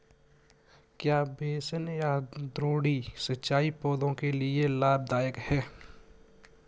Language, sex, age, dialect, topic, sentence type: Hindi, male, 60-100, Kanauji Braj Bhasha, agriculture, question